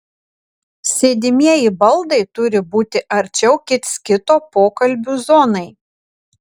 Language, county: Lithuanian, Kaunas